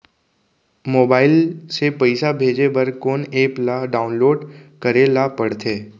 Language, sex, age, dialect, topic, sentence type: Chhattisgarhi, male, 25-30, Central, banking, question